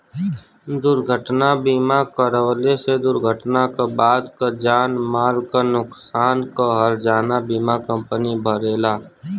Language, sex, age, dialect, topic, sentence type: Bhojpuri, male, 18-24, Western, banking, statement